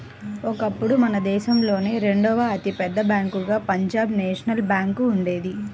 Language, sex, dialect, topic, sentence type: Telugu, female, Central/Coastal, banking, statement